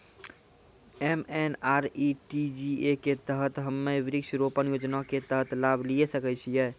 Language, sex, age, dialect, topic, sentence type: Maithili, male, 46-50, Angika, banking, question